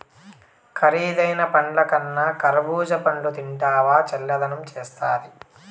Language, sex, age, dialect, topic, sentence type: Telugu, male, 18-24, Southern, agriculture, statement